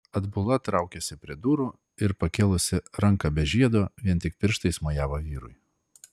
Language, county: Lithuanian, Klaipėda